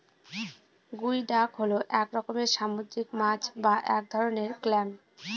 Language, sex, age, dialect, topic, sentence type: Bengali, female, 18-24, Northern/Varendri, agriculture, statement